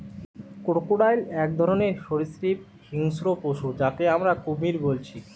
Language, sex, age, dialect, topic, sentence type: Bengali, male, 18-24, Western, agriculture, statement